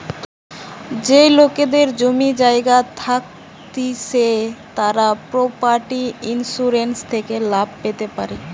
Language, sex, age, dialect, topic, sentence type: Bengali, female, 18-24, Western, banking, statement